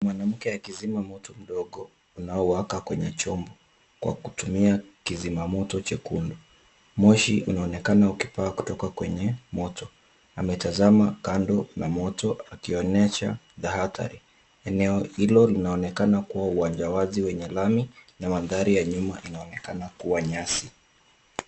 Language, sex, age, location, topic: Swahili, male, 25-35, Kisumu, health